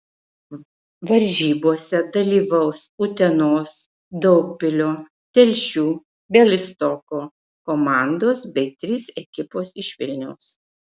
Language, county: Lithuanian, Marijampolė